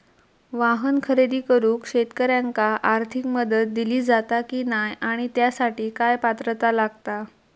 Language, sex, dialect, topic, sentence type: Marathi, female, Southern Konkan, agriculture, question